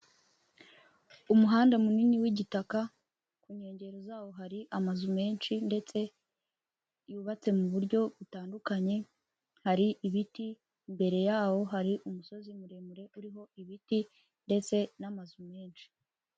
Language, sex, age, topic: Kinyarwanda, female, 18-24, government